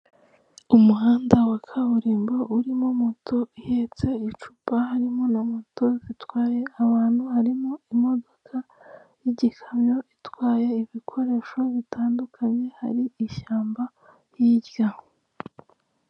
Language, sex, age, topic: Kinyarwanda, female, 25-35, government